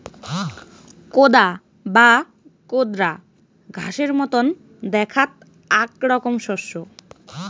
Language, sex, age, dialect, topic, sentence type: Bengali, female, 18-24, Rajbangshi, agriculture, statement